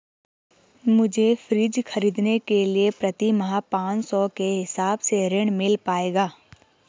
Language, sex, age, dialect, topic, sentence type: Hindi, female, 25-30, Garhwali, banking, question